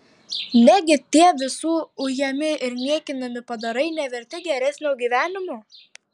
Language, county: Lithuanian, Tauragė